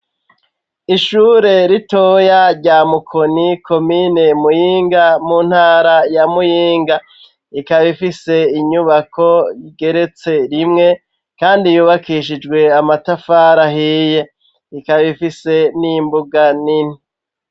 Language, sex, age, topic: Rundi, male, 36-49, education